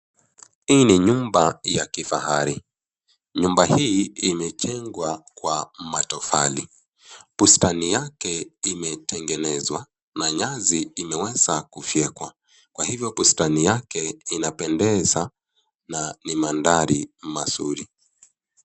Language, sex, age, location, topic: Swahili, male, 25-35, Nakuru, education